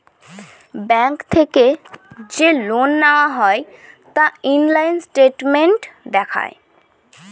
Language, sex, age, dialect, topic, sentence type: Bengali, male, 31-35, Northern/Varendri, banking, statement